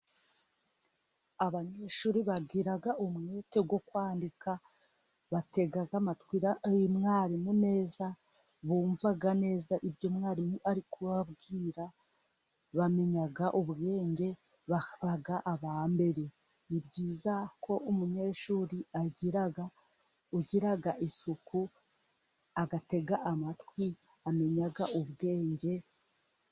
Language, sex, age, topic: Kinyarwanda, female, 25-35, education